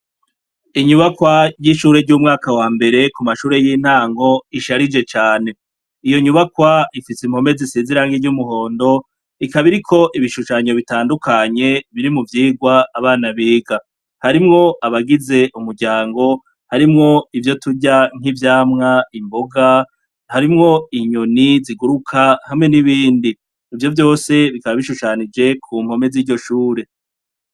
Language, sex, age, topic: Rundi, male, 36-49, education